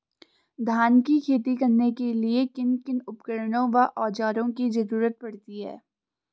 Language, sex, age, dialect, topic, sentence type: Hindi, female, 18-24, Garhwali, agriculture, question